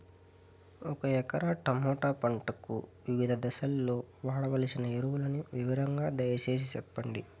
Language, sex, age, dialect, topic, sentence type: Telugu, male, 18-24, Southern, agriculture, question